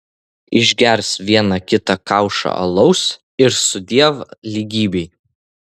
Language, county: Lithuanian, Vilnius